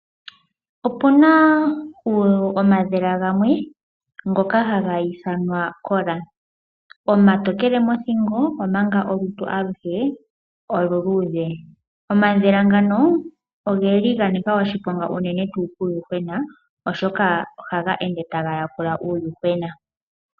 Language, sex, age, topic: Oshiwambo, male, 18-24, agriculture